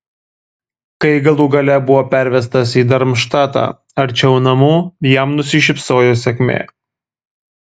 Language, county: Lithuanian, Vilnius